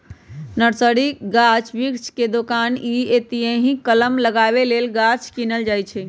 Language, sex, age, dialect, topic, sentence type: Magahi, female, 31-35, Western, agriculture, statement